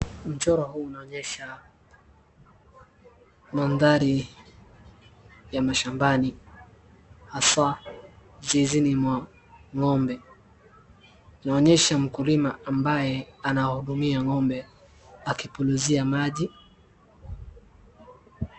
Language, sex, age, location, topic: Swahili, male, 18-24, Wajir, agriculture